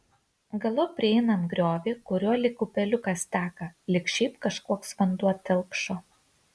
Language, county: Lithuanian, Kaunas